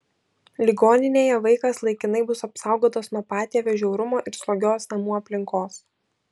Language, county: Lithuanian, Vilnius